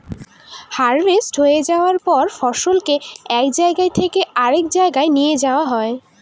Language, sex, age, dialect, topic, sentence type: Bengali, female, <18, Northern/Varendri, agriculture, statement